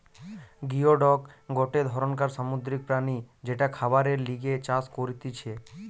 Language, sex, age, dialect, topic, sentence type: Bengali, male, 18-24, Western, agriculture, statement